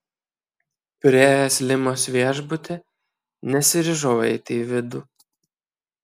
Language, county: Lithuanian, Kaunas